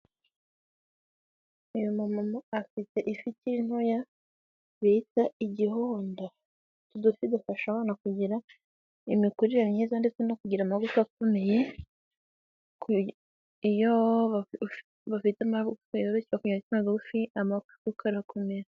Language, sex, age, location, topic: Kinyarwanda, female, 25-35, Nyagatare, agriculture